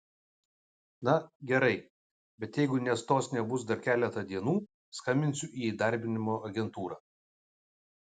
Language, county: Lithuanian, Utena